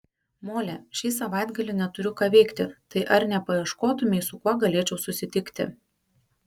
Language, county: Lithuanian, Panevėžys